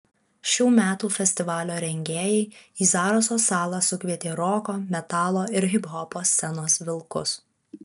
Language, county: Lithuanian, Alytus